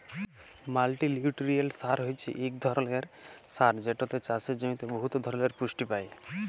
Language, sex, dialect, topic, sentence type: Bengali, male, Jharkhandi, agriculture, statement